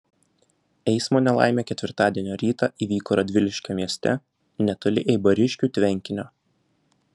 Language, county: Lithuanian, Vilnius